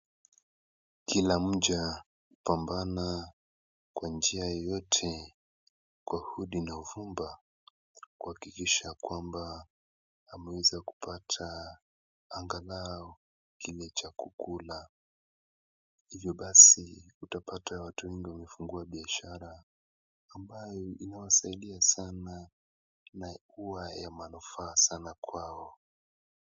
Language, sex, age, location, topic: Swahili, male, 18-24, Kisumu, finance